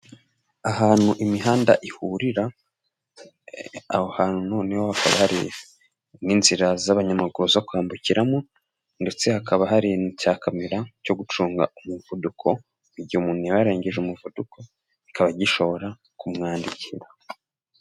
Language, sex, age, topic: Kinyarwanda, male, 18-24, government